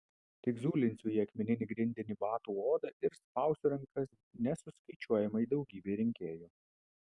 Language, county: Lithuanian, Vilnius